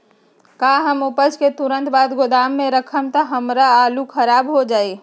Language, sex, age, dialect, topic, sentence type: Magahi, female, 60-100, Western, agriculture, question